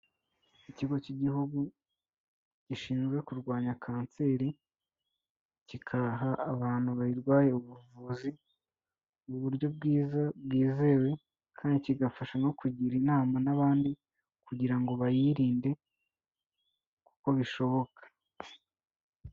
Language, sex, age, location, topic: Kinyarwanda, female, 18-24, Kigali, health